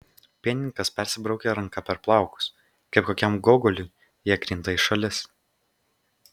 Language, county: Lithuanian, Kaunas